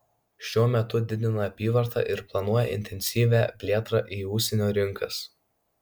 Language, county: Lithuanian, Kaunas